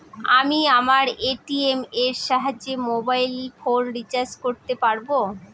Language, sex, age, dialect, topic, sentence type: Bengali, female, 36-40, Northern/Varendri, banking, question